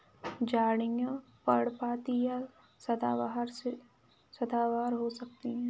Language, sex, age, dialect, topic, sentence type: Hindi, female, 18-24, Kanauji Braj Bhasha, agriculture, statement